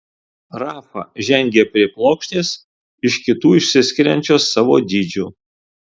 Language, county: Lithuanian, Alytus